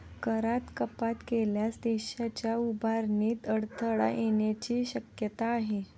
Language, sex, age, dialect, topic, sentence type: Marathi, female, 18-24, Standard Marathi, banking, statement